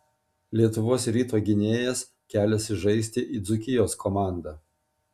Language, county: Lithuanian, Panevėžys